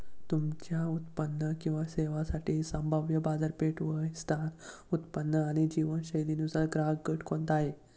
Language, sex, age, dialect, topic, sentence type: Marathi, male, 18-24, Standard Marathi, banking, statement